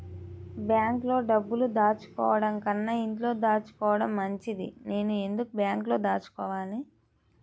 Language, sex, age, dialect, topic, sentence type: Telugu, female, 18-24, Central/Coastal, banking, question